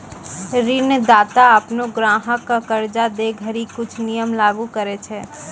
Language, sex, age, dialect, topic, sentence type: Maithili, female, 18-24, Angika, banking, statement